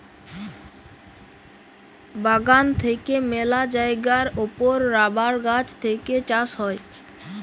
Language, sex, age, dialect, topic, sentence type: Bengali, male, <18, Jharkhandi, agriculture, statement